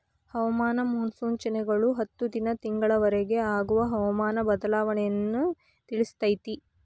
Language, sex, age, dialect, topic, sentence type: Kannada, female, 41-45, Dharwad Kannada, agriculture, statement